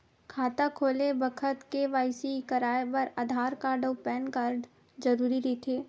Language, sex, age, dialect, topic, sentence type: Chhattisgarhi, female, 25-30, Western/Budati/Khatahi, banking, statement